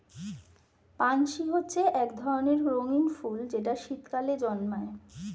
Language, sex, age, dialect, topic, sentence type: Bengali, female, 41-45, Standard Colloquial, agriculture, statement